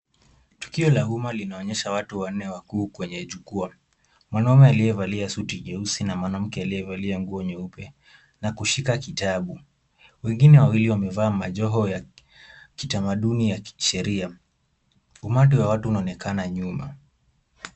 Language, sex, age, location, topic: Swahili, male, 18-24, Kisumu, government